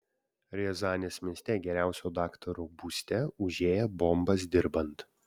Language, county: Lithuanian, Vilnius